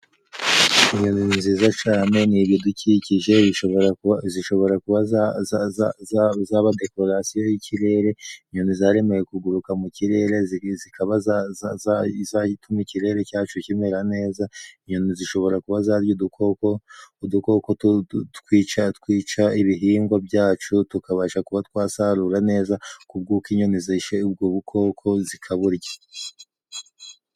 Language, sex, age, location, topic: Kinyarwanda, male, 25-35, Musanze, agriculture